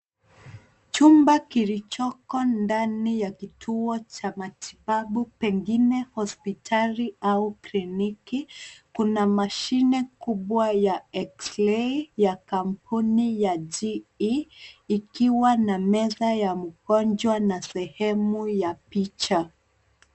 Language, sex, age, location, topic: Swahili, female, 25-35, Nairobi, health